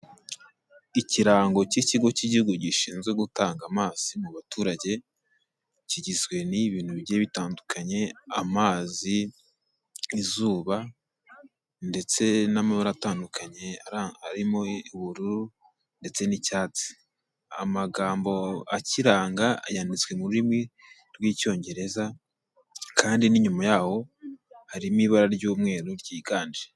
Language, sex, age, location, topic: Kinyarwanda, male, 18-24, Kigali, health